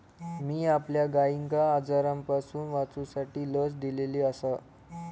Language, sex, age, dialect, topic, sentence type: Marathi, male, 46-50, Southern Konkan, agriculture, statement